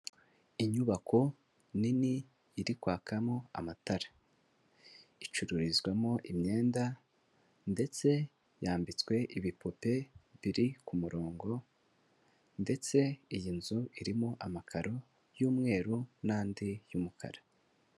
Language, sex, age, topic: Kinyarwanda, male, 18-24, finance